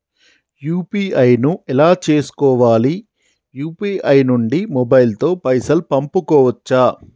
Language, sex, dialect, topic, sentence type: Telugu, male, Telangana, banking, question